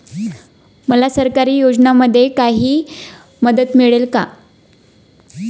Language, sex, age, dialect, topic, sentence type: Marathi, female, 25-30, Standard Marathi, agriculture, question